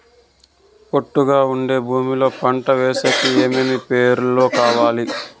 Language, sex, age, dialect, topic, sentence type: Telugu, male, 51-55, Southern, agriculture, question